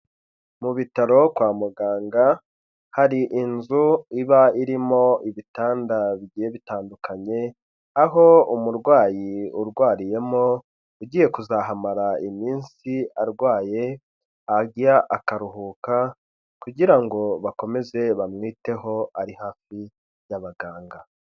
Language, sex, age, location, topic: Kinyarwanda, male, 25-35, Kigali, health